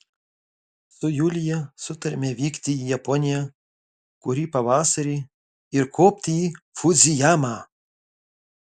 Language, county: Lithuanian, Marijampolė